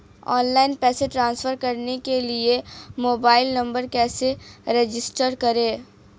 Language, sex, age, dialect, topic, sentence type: Hindi, female, 18-24, Marwari Dhudhari, banking, question